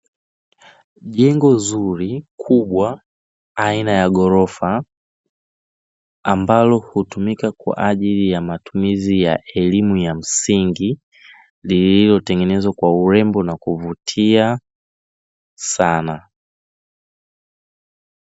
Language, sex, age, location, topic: Swahili, male, 25-35, Dar es Salaam, education